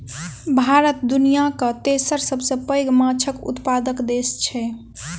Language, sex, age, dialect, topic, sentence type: Maithili, female, 18-24, Southern/Standard, agriculture, statement